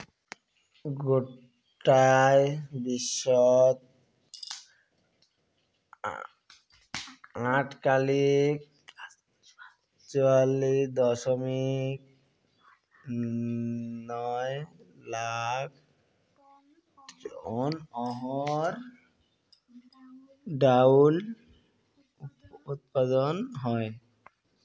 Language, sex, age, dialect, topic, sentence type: Bengali, male, 60-100, Rajbangshi, agriculture, statement